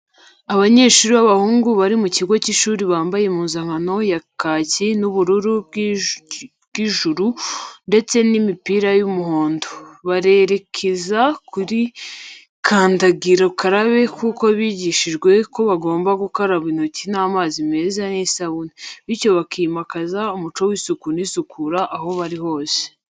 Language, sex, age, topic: Kinyarwanda, female, 25-35, education